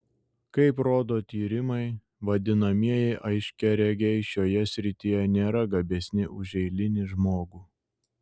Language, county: Lithuanian, Šiauliai